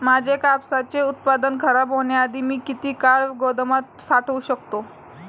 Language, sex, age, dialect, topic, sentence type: Marathi, female, 18-24, Standard Marathi, agriculture, question